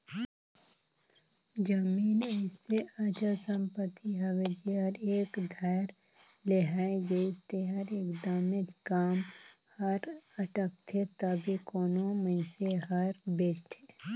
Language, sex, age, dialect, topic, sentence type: Chhattisgarhi, female, 25-30, Northern/Bhandar, banking, statement